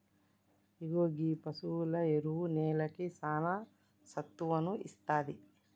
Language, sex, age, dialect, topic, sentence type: Telugu, male, 36-40, Telangana, agriculture, statement